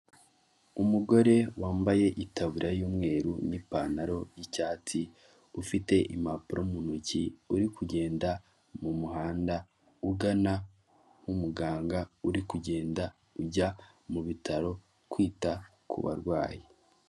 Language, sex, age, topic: Kinyarwanda, male, 18-24, government